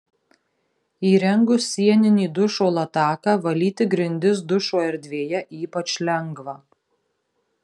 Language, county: Lithuanian, Marijampolė